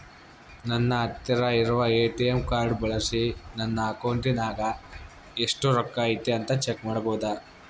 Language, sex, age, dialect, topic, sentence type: Kannada, male, 41-45, Central, banking, question